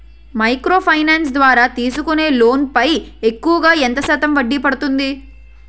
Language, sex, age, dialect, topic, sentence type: Telugu, female, 18-24, Utterandhra, banking, question